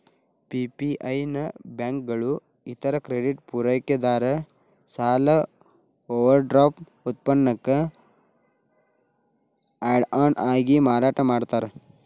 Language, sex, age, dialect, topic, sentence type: Kannada, male, 18-24, Dharwad Kannada, banking, statement